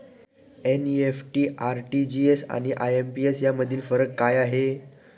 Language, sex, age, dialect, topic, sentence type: Marathi, male, 25-30, Standard Marathi, banking, question